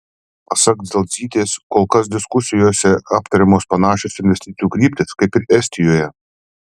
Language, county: Lithuanian, Panevėžys